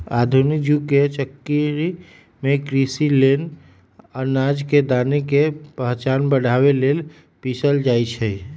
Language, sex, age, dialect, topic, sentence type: Magahi, male, 18-24, Western, agriculture, statement